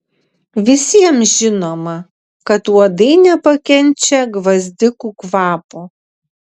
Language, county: Lithuanian, Vilnius